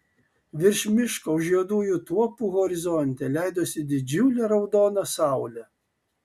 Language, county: Lithuanian, Kaunas